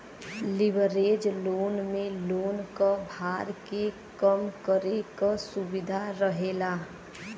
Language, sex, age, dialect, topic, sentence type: Bhojpuri, female, 18-24, Western, banking, statement